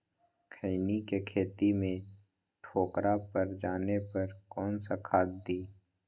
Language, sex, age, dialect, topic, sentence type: Magahi, male, 18-24, Western, agriculture, question